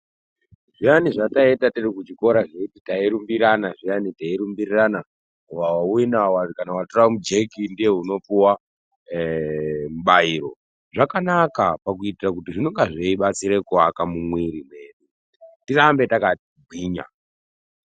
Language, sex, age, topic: Ndau, male, 18-24, health